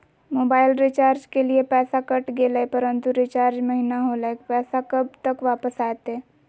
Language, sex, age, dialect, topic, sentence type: Magahi, female, 18-24, Southern, banking, question